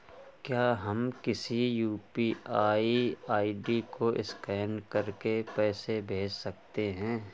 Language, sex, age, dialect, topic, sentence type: Hindi, male, 25-30, Awadhi Bundeli, banking, question